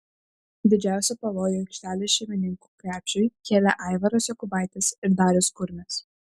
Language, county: Lithuanian, Vilnius